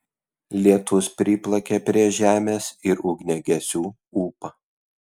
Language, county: Lithuanian, Kaunas